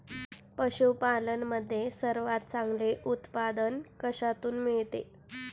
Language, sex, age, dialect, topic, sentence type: Marathi, female, 25-30, Standard Marathi, agriculture, question